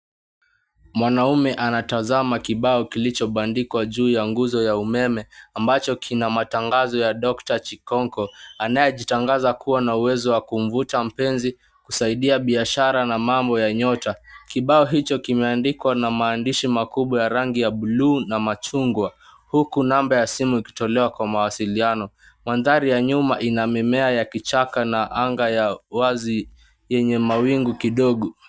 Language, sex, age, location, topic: Swahili, male, 18-24, Mombasa, health